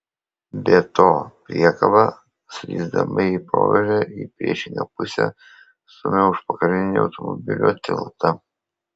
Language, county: Lithuanian, Kaunas